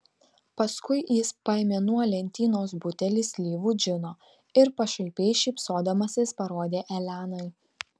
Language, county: Lithuanian, Tauragė